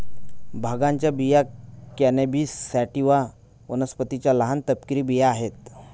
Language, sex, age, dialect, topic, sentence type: Marathi, male, 31-35, Northern Konkan, agriculture, statement